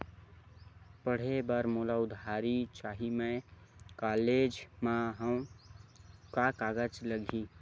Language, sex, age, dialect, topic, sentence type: Chhattisgarhi, male, 60-100, Western/Budati/Khatahi, banking, question